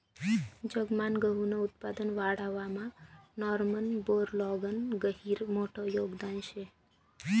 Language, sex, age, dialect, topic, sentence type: Marathi, female, 25-30, Northern Konkan, agriculture, statement